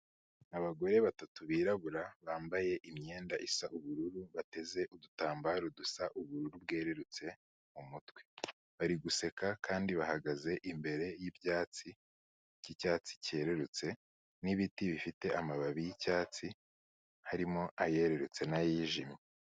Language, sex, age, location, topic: Kinyarwanda, male, 25-35, Kigali, health